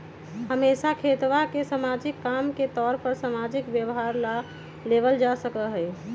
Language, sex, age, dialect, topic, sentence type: Magahi, female, 31-35, Western, agriculture, statement